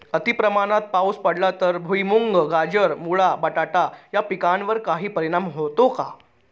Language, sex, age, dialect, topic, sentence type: Marathi, male, 31-35, Northern Konkan, agriculture, question